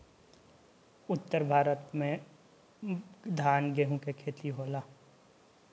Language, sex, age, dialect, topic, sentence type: Bhojpuri, male, 18-24, Northern, agriculture, statement